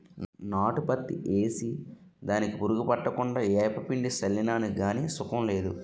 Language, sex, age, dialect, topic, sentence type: Telugu, male, 25-30, Utterandhra, agriculture, statement